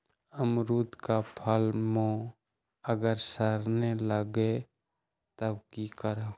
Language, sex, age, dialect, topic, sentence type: Magahi, male, 60-100, Western, agriculture, question